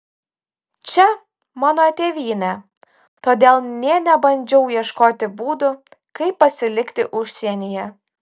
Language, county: Lithuanian, Utena